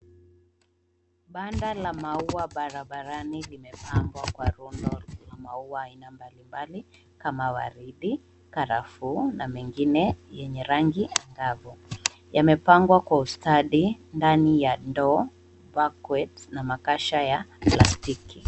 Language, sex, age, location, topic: Swahili, female, 18-24, Nairobi, finance